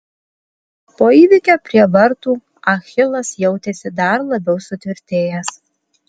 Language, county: Lithuanian, Alytus